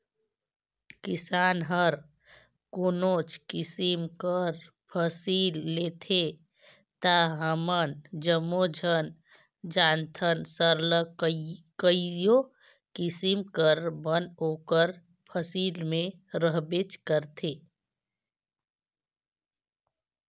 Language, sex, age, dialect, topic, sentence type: Chhattisgarhi, female, 25-30, Northern/Bhandar, agriculture, statement